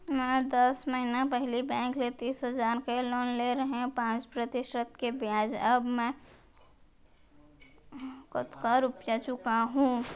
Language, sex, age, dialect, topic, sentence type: Chhattisgarhi, female, 18-24, Central, banking, question